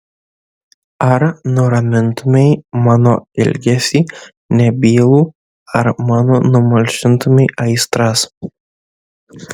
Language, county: Lithuanian, Kaunas